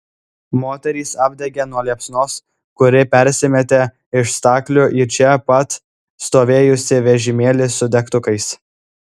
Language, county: Lithuanian, Klaipėda